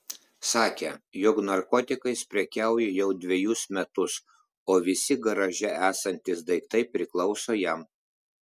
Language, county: Lithuanian, Klaipėda